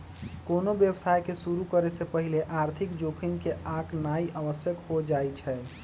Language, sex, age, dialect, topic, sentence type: Magahi, male, 18-24, Western, banking, statement